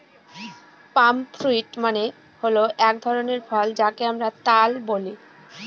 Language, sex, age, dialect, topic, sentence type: Bengali, female, 18-24, Northern/Varendri, agriculture, statement